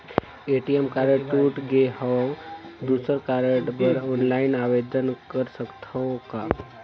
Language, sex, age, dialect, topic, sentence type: Chhattisgarhi, male, 18-24, Northern/Bhandar, banking, question